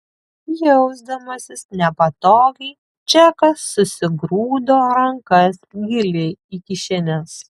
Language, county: Lithuanian, Tauragė